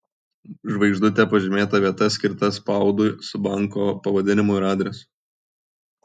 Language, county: Lithuanian, Kaunas